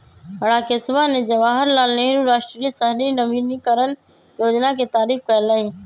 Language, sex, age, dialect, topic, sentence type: Magahi, male, 25-30, Western, banking, statement